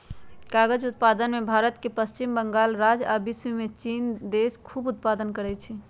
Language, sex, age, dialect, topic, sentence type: Magahi, female, 31-35, Western, agriculture, statement